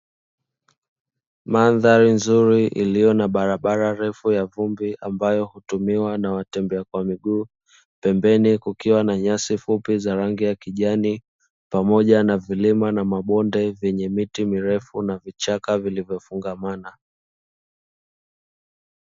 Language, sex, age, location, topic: Swahili, male, 18-24, Dar es Salaam, agriculture